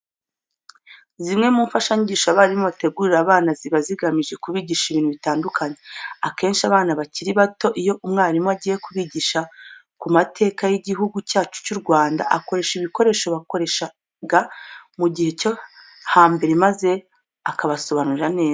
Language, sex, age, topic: Kinyarwanda, female, 25-35, education